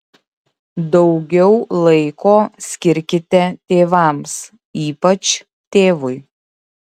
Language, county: Lithuanian, Utena